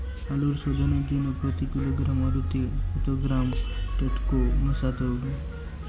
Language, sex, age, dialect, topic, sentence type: Bengali, male, 18-24, Jharkhandi, agriculture, question